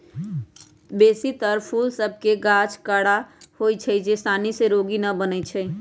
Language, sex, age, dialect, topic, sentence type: Magahi, male, 31-35, Western, agriculture, statement